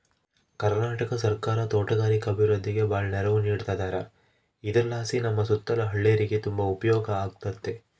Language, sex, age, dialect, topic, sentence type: Kannada, male, 25-30, Central, agriculture, statement